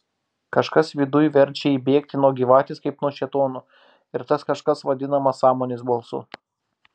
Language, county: Lithuanian, Klaipėda